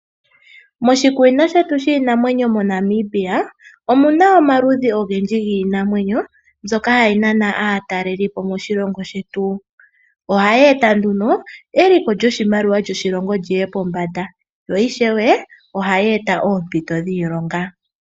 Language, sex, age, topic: Oshiwambo, female, 18-24, agriculture